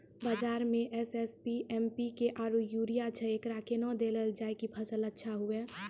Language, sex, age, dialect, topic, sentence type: Maithili, female, 18-24, Angika, agriculture, question